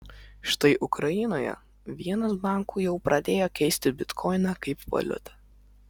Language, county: Lithuanian, Vilnius